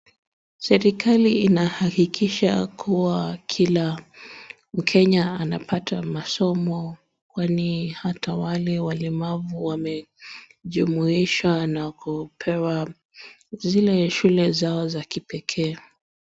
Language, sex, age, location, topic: Swahili, female, 25-35, Wajir, education